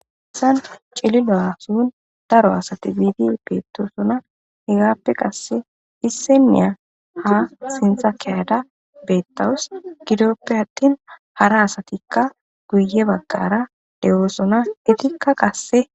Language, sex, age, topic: Gamo, female, 25-35, government